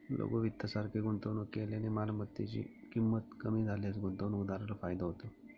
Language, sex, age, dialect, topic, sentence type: Marathi, male, 25-30, Northern Konkan, banking, statement